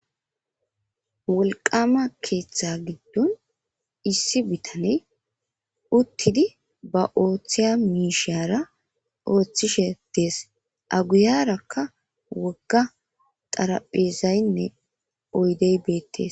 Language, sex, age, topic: Gamo, male, 18-24, government